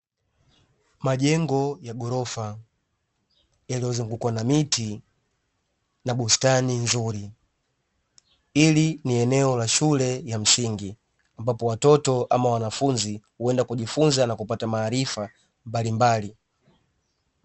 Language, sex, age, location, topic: Swahili, male, 18-24, Dar es Salaam, education